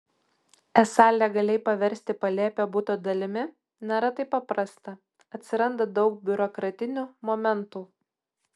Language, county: Lithuanian, Utena